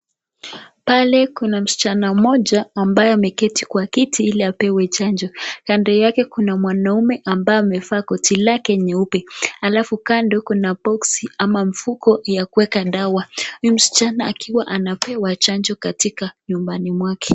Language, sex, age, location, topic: Swahili, female, 18-24, Nakuru, education